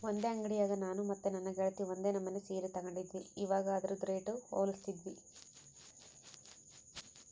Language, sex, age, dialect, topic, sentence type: Kannada, female, 18-24, Central, banking, statement